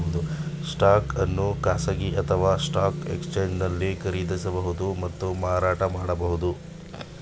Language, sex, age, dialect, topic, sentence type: Kannada, male, 18-24, Mysore Kannada, banking, statement